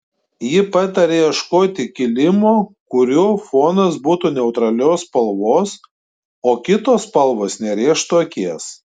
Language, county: Lithuanian, Klaipėda